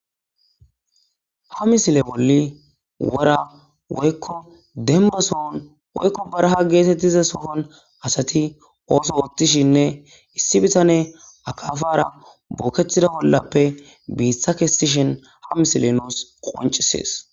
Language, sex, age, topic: Gamo, female, 18-24, agriculture